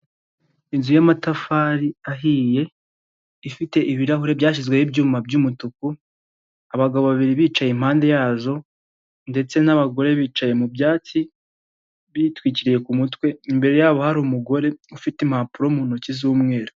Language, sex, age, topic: Kinyarwanda, male, 18-24, finance